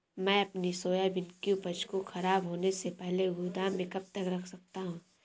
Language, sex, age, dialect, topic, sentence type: Hindi, female, 18-24, Awadhi Bundeli, agriculture, question